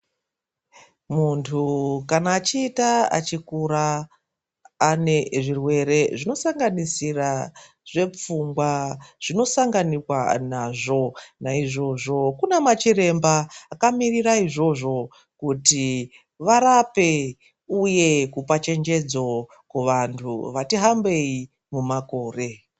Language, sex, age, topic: Ndau, female, 36-49, health